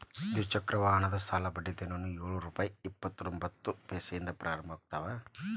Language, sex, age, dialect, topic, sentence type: Kannada, male, 36-40, Dharwad Kannada, banking, statement